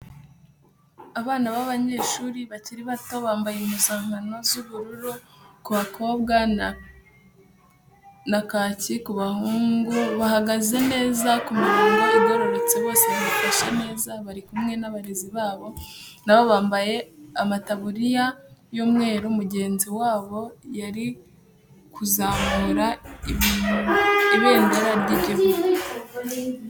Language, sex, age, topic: Kinyarwanda, female, 18-24, education